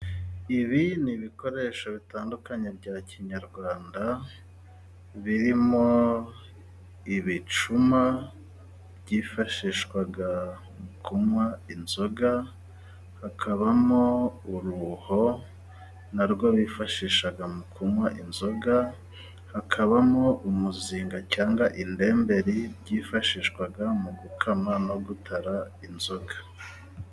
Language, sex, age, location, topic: Kinyarwanda, male, 36-49, Musanze, government